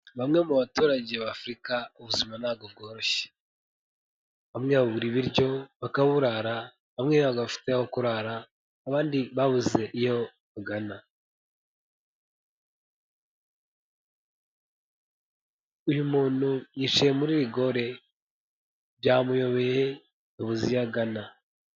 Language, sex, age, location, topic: Kinyarwanda, male, 18-24, Kigali, health